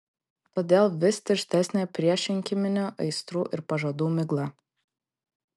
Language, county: Lithuanian, Klaipėda